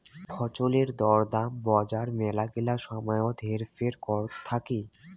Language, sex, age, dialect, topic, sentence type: Bengali, male, 18-24, Rajbangshi, agriculture, statement